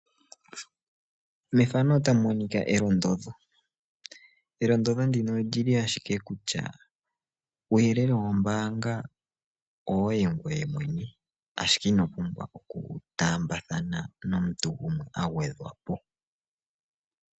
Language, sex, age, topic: Oshiwambo, male, 25-35, finance